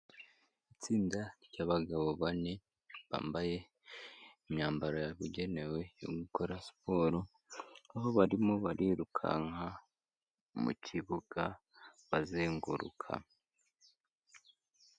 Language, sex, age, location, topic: Kinyarwanda, female, 25-35, Kigali, health